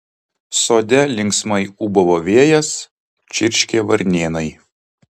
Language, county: Lithuanian, Kaunas